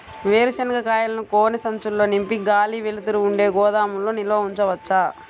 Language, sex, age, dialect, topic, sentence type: Telugu, female, 36-40, Central/Coastal, agriculture, question